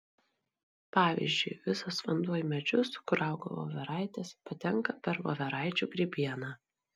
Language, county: Lithuanian, Marijampolė